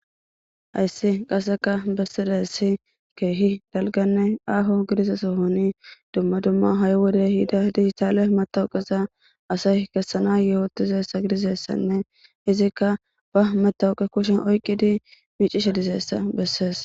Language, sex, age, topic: Gamo, female, 18-24, government